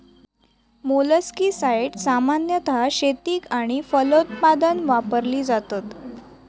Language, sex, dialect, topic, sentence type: Marathi, female, Southern Konkan, agriculture, statement